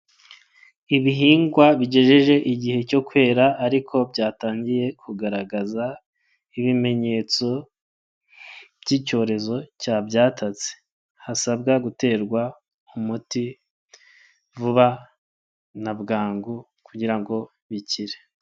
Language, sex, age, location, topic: Kinyarwanda, male, 25-35, Nyagatare, agriculture